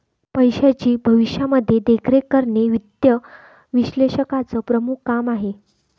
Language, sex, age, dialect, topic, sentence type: Marathi, female, 60-100, Northern Konkan, banking, statement